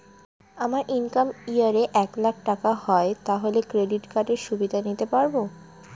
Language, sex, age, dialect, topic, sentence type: Bengali, female, 18-24, Northern/Varendri, banking, question